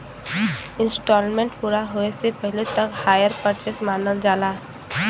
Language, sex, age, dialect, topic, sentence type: Bhojpuri, female, 18-24, Western, banking, statement